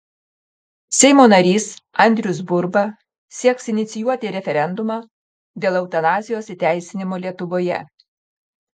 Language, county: Lithuanian, Panevėžys